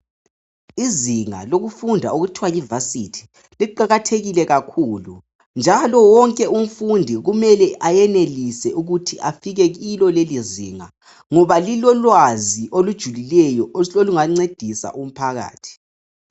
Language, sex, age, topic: North Ndebele, male, 18-24, education